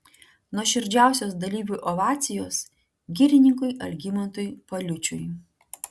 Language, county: Lithuanian, Klaipėda